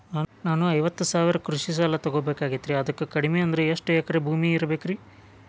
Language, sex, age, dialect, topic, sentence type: Kannada, male, 25-30, Dharwad Kannada, banking, question